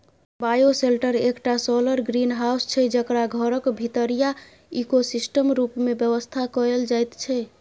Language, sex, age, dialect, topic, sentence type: Maithili, female, 18-24, Bajjika, agriculture, statement